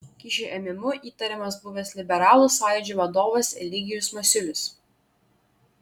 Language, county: Lithuanian, Klaipėda